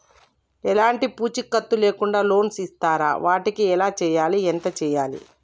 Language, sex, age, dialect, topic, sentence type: Telugu, female, 25-30, Telangana, banking, question